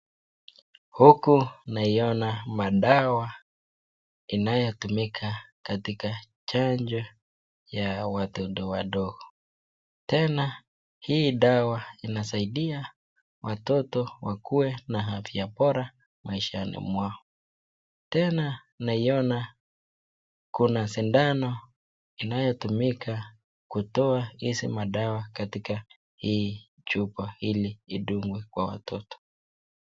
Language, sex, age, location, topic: Swahili, female, 36-49, Nakuru, health